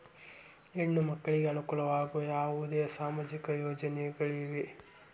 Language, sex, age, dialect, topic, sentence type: Kannada, male, 46-50, Dharwad Kannada, banking, statement